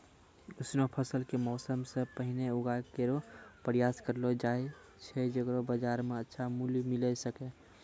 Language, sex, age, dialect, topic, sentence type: Maithili, male, 18-24, Angika, agriculture, statement